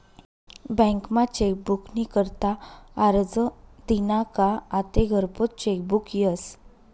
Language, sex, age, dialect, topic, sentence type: Marathi, female, 18-24, Northern Konkan, banking, statement